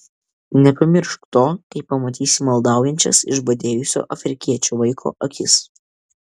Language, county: Lithuanian, Vilnius